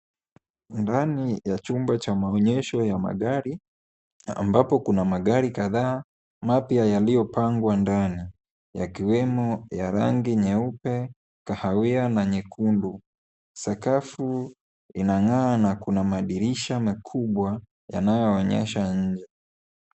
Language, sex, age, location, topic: Swahili, male, 18-24, Kisumu, finance